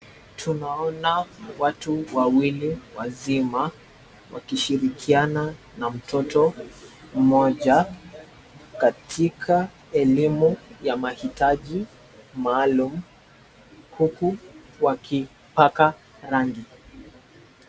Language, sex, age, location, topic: Swahili, male, 25-35, Nairobi, education